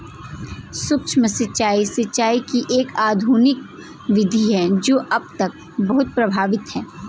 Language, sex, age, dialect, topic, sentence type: Hindi, female, 18-24, Kanauji Braj Bhasha, agriculture, statement